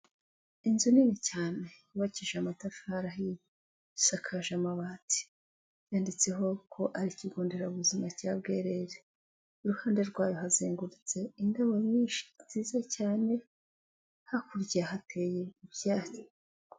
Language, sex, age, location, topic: Kinyarwanda, female, 36-49, Kigali, health